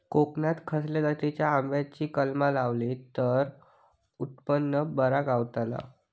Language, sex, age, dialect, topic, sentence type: Marathi, male, 41-45, Southern Konkan, agriculture, question